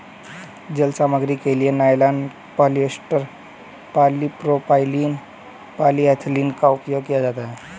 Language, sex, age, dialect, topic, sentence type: Hindi, male, 18-24, Hindustani Malvi Khadi Boli, agriculture, statement